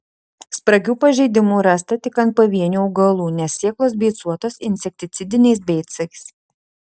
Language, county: Lithuanian, Vilnius